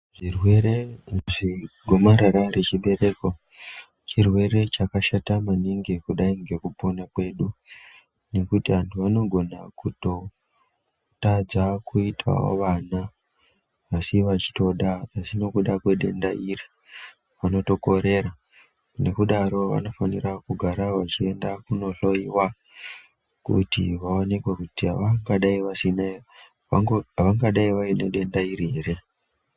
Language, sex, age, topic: Ndau, male, 25-35, health